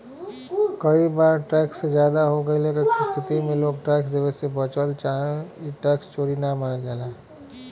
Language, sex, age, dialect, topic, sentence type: Bhojpuri, male, 31-35, Western, banking, statement